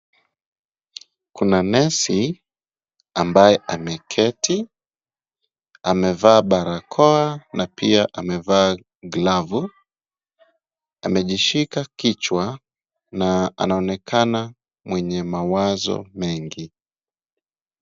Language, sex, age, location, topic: Swahili, male, 25-35, Nairobi, health